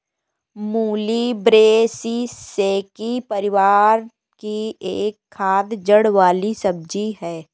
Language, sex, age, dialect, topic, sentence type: Hindi, female, 18-24, Kanauji Braj Bhasha, agriculture, statement